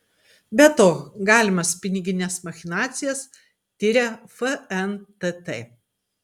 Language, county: Lithuanian, Klaipėda